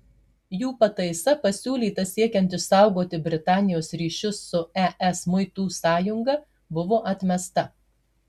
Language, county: Lithuanian, Marijampolė